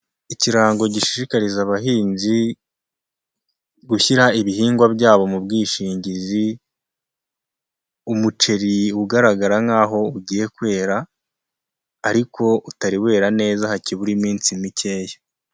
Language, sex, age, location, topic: Kinyarwanda, male, 25-35, Huye, finance